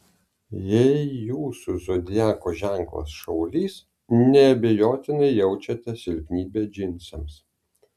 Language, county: Lithuanian, Vilnius